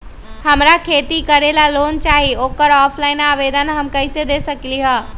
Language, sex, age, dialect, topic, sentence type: Magahi, female, 25-30, Western, banking, question